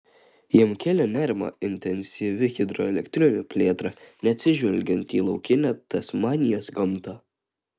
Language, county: Lithuanian, Kaunas